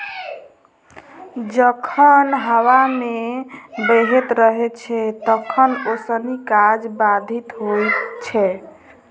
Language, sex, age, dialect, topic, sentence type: Maithili, female, 31-35, Southern/Standard, agriculture, statement